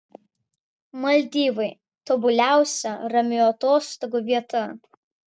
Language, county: Lithuanian, Vilnius